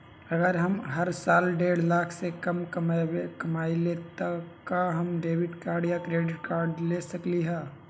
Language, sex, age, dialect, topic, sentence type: Magahi, male, 18-24, Western, banking, question